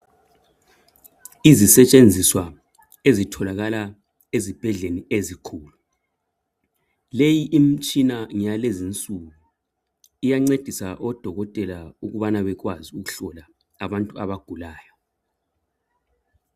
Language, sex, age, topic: North Ndebele, male, 50+, health